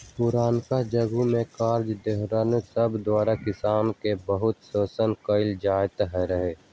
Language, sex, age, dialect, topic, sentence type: Magahi, male, 18-24, Western, agriculture, statement